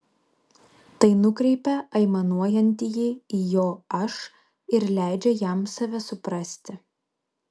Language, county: Lithuanian, Vilnius